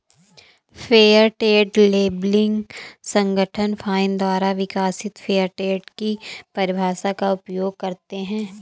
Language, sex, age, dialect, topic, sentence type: Hindi, female, 18-24, Awadhi Bundeli, banking, statement